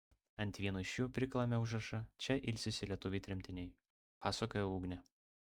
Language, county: Lithuanian, Vilnius